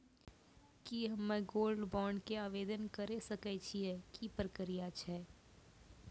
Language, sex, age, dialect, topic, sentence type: Maithili, female, 18-24, Angika, banking, question